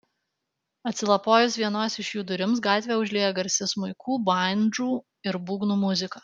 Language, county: Lithuanian, Alytus